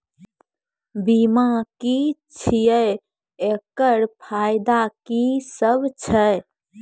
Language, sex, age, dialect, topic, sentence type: Maithili, female, 18-24, Angika, banking, question